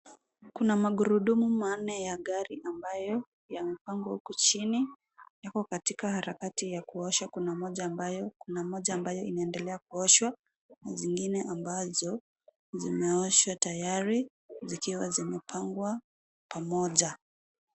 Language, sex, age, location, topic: Swahili, female, 18-24, Nairobi, finance